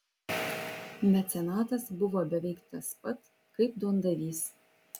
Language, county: Lithuanian, Vilnius